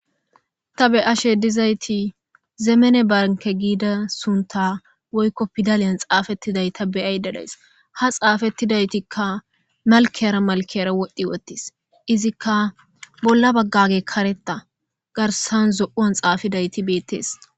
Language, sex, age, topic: Gamo, female, 18-24, government